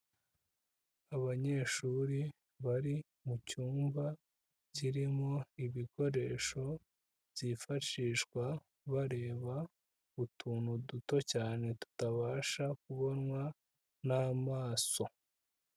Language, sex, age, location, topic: Kinyarwanda, female, 25-35, Kigali, education